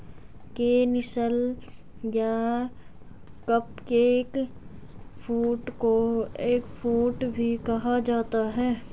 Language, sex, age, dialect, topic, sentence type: Hindi, female, 18-24, Garhwali, agriculture, statement